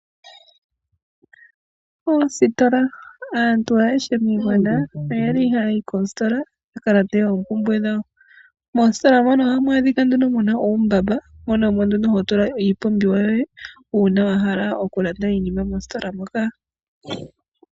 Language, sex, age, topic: Oshiwambo, female, 25-35, finance